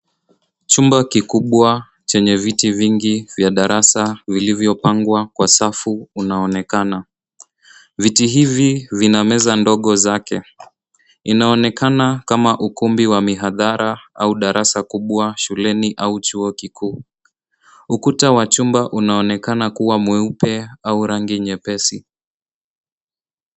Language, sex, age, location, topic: Swahili, male, 18-24, Nairobi, education